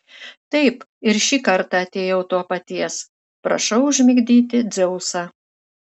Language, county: Lithuanian, Šiauliai